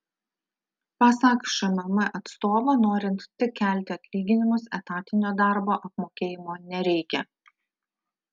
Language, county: Lithuanian, Alytus